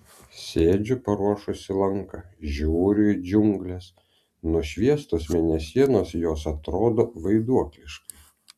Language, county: Lithuanian, Vilnius